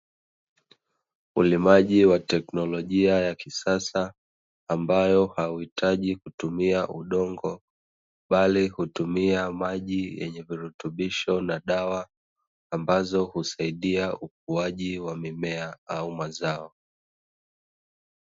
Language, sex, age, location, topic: Swahili, male, 25-35, Dar es Salaam, agriculture